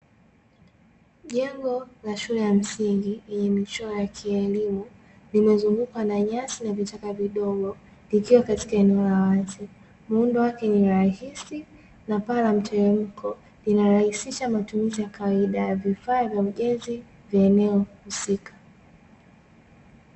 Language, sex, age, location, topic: Swahili, female, 18-24, Dar es Salaam, education